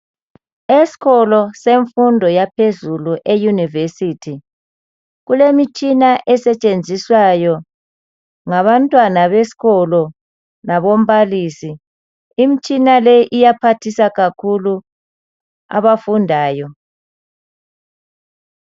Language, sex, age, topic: North Ndebele, male, 50+, education